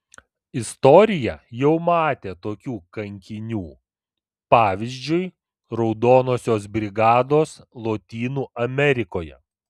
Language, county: Lithuanian, Vilnius